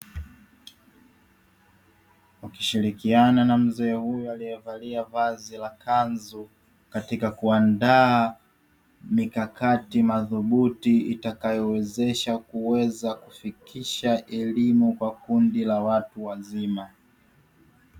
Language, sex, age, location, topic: Swahili, male, 18-24, Dar es Salaam, education